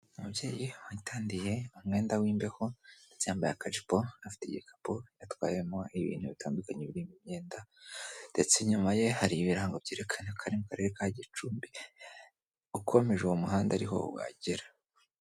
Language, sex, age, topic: Kinyarwanda, female, 18-24, government